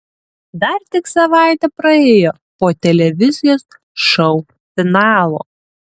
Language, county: Lithuanian, Tauragė